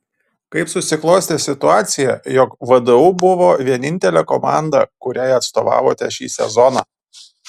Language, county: Lithuanian, Panevėžys